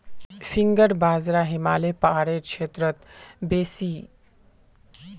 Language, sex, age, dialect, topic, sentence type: Magahi, male, 18-24, Northeastern/Surjapuri, agriculture, statement